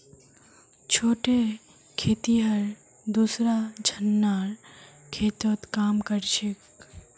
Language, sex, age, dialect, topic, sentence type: Magahi, female, 18-24, Northeastern/Surjapuri, agriculture, statement